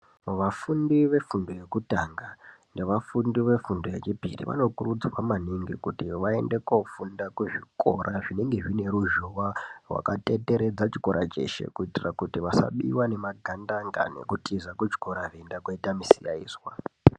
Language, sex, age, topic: Ndau, male, 18-24, education